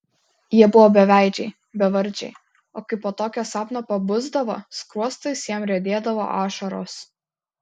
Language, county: Lithuanian, Kaunas